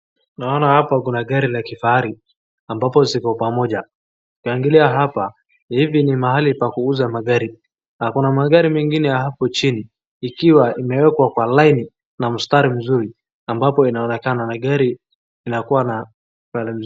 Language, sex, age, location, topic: Swahili, male, 36-49, Wajir, finance